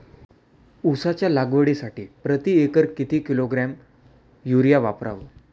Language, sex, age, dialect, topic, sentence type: Marathi, male, 18-24, Standard Marathi, agriculture, question